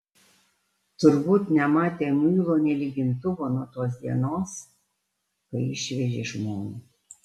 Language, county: Lithuanian, Alytus